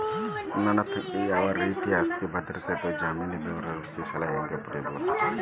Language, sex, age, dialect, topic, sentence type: Kannada, male, 36-40, Dharwad Kannada, agriculture, statement